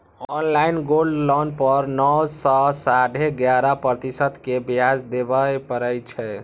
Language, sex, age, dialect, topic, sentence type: Maithili, male, 51-55, Eastern / Thethi, banking, statement